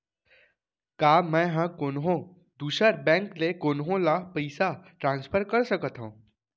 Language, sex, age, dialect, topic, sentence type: Chhattisgarhi, male, 51-55, Central, banking, statement